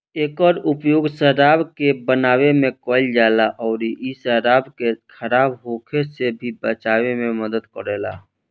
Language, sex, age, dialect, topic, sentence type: Bhojpuri, male, 25-30, Southern / Standard, agriculture, statement